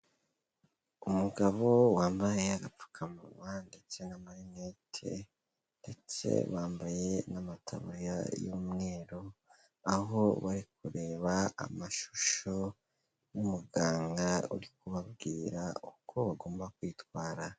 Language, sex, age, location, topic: Kinyarwanda, male, 18-24, Kigali, health